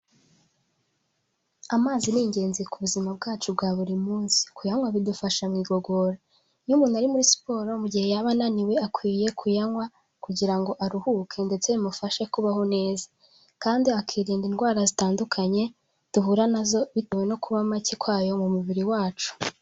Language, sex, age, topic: Kinyarwanda, female, 18-24, health